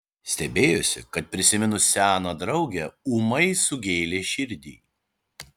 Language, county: Lithuanian, Šiauliai